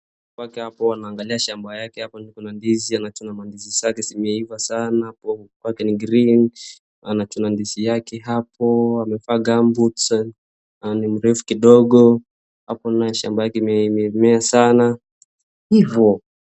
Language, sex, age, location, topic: Swahili, male, 25-35, Wajir, agriculture